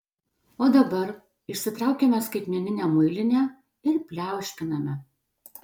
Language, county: Lithuanian, Telšiai